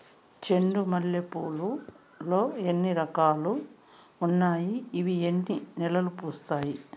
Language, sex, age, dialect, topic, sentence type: Telugu, female, 51-55, Southern, agriculture, question